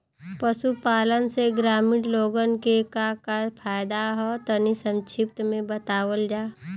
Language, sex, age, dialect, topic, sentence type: Bhojpuri, female, 25-30, Western, agriculture, question